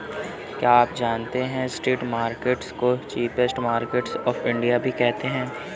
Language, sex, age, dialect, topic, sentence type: Hindi, male, 31-35, Kanauji Braj Bhasha, agriculture, statement